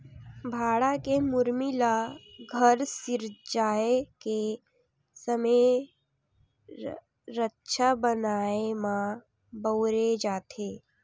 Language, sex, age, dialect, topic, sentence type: Chhattisgarhi, female, 31-35, Western/Budati/Khatahi, agriculture, statement